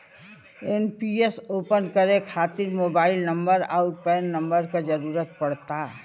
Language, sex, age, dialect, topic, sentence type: Bhojpuri, female, 60-100, Western, banking, statement